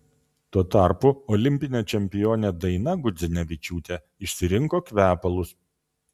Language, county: Lithuanian, Vilnius